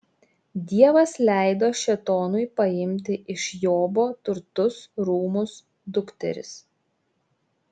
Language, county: Lithuanian, Šiauliai